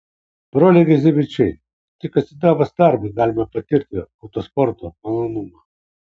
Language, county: Lithuanian, Kaunas